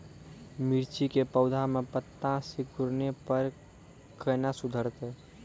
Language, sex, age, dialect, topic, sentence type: Maithili, male, 18-24, Angika, agriculture, question